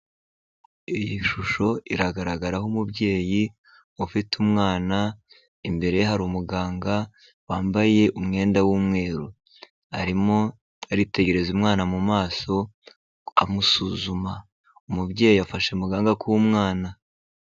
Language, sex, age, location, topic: Kinyarwanda, male, 36-49, Kigali, health